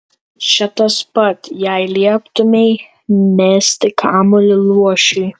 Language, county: Lithuanian, Tauragė